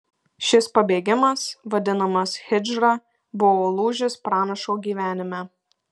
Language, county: Lithuanian, Marijampolė